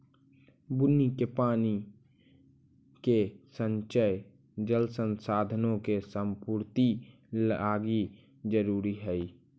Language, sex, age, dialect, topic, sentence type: Magahi, male, 18-24, Central/Standard, agriculture, statement